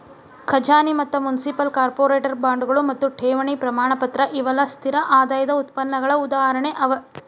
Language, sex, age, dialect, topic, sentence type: Kannada, female, 31-35, Dharwad Kannada, banking, statement